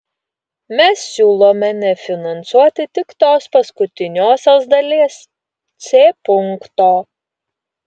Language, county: Lithuanian, Utena